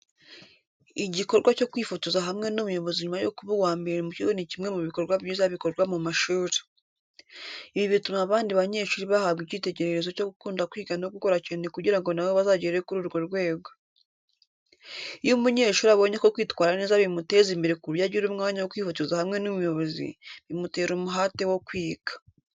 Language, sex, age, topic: Kinyarwanda, female, 18-24, education